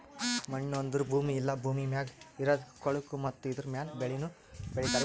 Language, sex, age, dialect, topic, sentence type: Kannada, male, 31-35, Northeastern, agriculture, statement